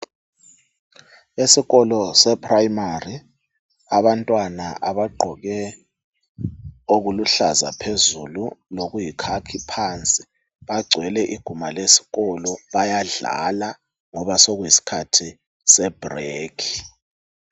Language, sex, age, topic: North Ndebele, male, 36-49, education